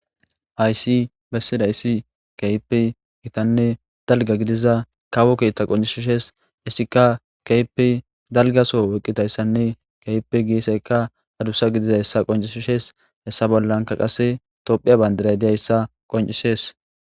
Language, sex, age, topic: Gamo, male, 18-24, government